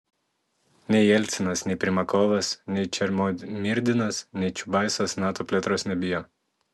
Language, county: Lithuanian, Telšiai